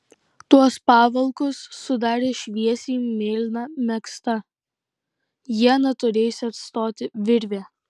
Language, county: Lithuanian, Kaunas